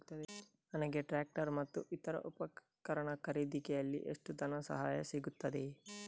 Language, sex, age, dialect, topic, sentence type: Kannada, male, 31-35, Coastal/Dakshin, agriculture, question